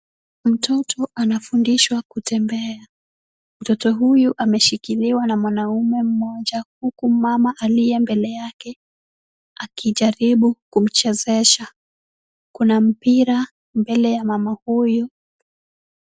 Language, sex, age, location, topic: Swahili, female, 18-24, Kisumu, health